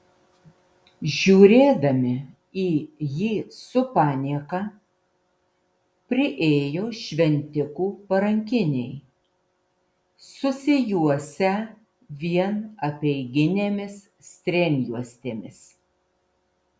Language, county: Lithuanian, Vilnius